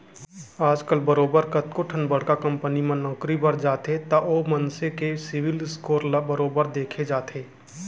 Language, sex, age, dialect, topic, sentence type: Chhattisgarhi, male, 18-24, Central, banking, statement